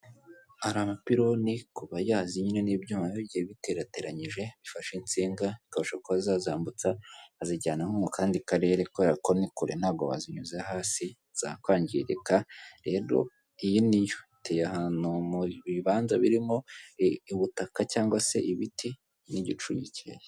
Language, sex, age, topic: Kinyarwanda, female, 18-24, government